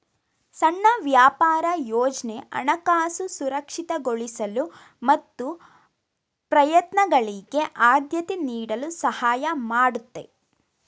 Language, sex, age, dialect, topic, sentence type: Kannada, female, 18-24, Mysore Kannada, banking, statement